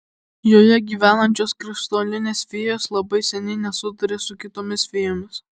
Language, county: Lithuanian, Alytus